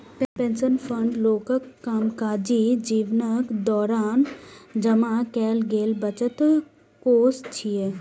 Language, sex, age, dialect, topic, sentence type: Maithili, female, 18-24, Eastern / Thethi, banking, statement